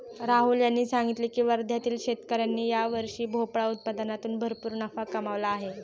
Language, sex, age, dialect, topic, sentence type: Marathi, female, 18-24, Standard Marathi, agriculture, statement